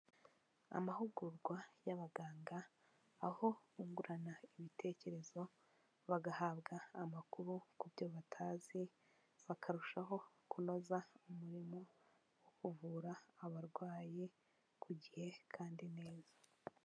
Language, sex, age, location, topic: Kinyarwanda, female, 25-35, Kigali, health